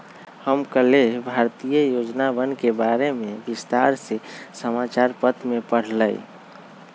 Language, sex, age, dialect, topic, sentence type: Magahi, male, 25-30, Western, banking, statement